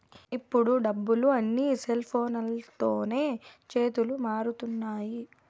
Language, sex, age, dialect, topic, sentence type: Telugu, female, 18-24, Southern, banking, statement